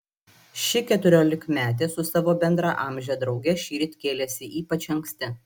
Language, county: Lithuanian, Klaipėda